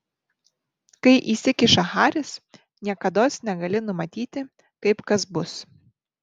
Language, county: Lithuanian, Marijampolė